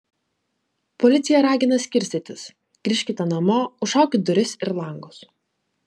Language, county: Lithuanian, Klaipėda